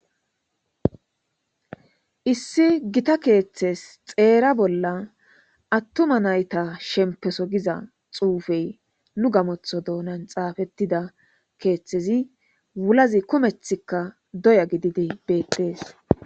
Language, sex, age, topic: Gamo, female, 25-35, government